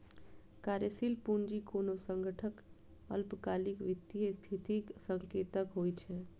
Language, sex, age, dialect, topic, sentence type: Maithili, female, 31-35, Eastern / Thethi, banking, statement